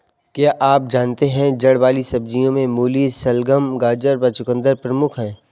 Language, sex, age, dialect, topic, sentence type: Hindi, male, 18-24, Kanauji Braj Bhasha, agriculture, statement